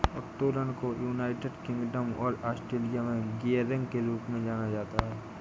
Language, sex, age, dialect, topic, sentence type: Hindi, male, 18-24, Awadhi Bundeli, banking, statement